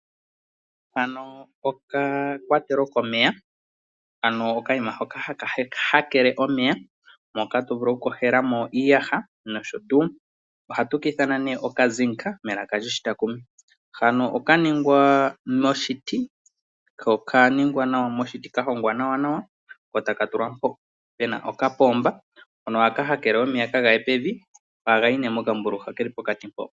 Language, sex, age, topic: Oshiwambo, male, 18-24, finance